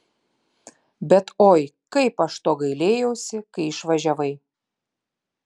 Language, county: Lithuanian, Klaipėda